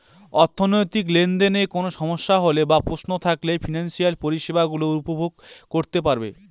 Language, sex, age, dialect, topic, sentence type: Bengali, male, 25-30, Northern/Varendri, banking, statement